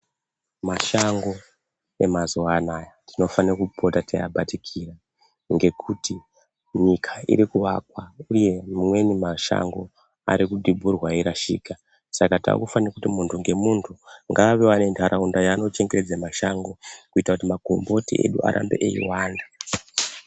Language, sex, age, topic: Ndau, male, 18-24, health